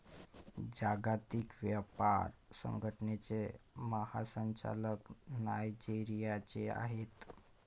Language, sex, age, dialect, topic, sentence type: Marathi, male, 25-30, Northern Konkan, banking, statement